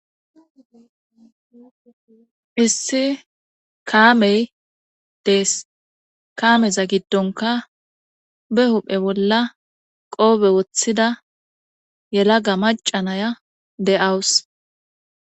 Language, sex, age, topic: Gamo, female, 25-35, government